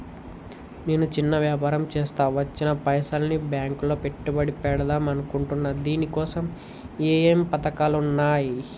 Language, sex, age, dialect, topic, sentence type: Telugu, male, 18-24, Telangana, banking, question